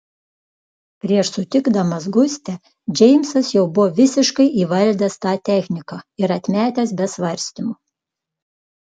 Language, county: Lithuanian, Klaipėda